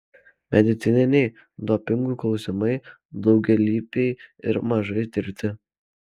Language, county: Lithuanian, Alytus